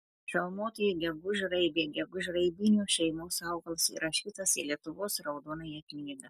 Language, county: Lithuanian, Telšiai